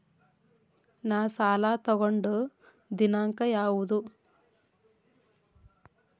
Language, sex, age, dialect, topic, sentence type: Kannada, female, 36-40, Dharwad Kannada, banking, question